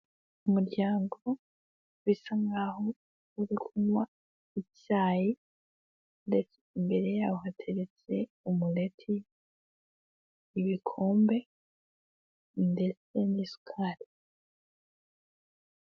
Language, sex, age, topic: Kinyarwanda, male, 18-24, finance